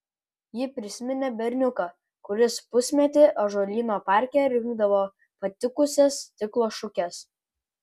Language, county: Lithuanian, Kaunas